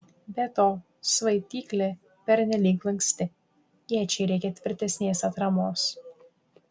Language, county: Lithuanian, Tauragė